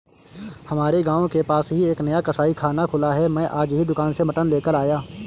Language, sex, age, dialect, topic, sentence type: Hindi, male, 18-24, Awadhi Bundeli, agriculture, statement